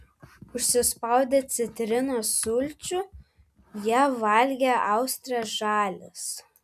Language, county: Lithuanian, Vilnius